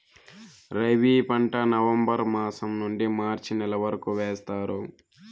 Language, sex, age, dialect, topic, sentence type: Telugu, male, 18-24, Southern, agriculture, statement